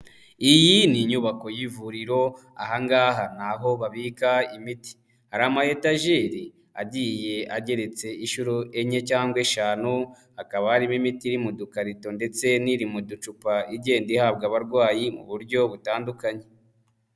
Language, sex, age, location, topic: Kinyarwanda, male, 25-35, Huye, health